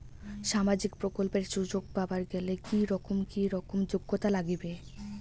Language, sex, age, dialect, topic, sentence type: Bengali, female, 18-24, Rajbangshi, banking, question